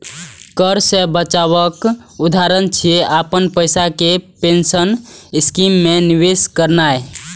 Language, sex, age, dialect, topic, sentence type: Maithili, male, 18-24, Eastern / Thethi, banking, statement